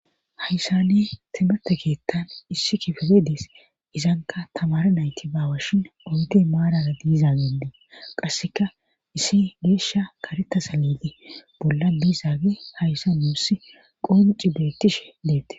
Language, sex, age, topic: Gamo, female, 25-35, government